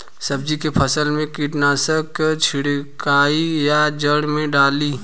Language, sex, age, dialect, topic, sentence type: Bhojpuri, male, 25-30, Western, agriculture, question